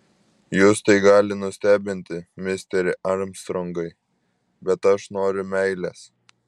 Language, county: Lithuanian, Klaipėda